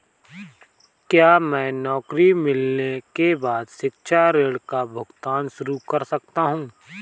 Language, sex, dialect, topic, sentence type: Hindi, male, Marwari Dhudhari, banking, question